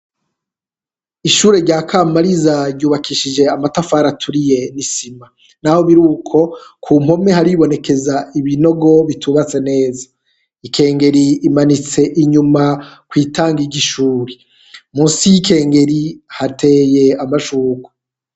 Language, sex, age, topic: Rundi, male, 36-49, education